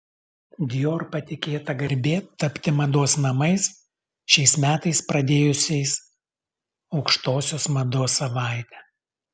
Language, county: Lithuanian, Alytus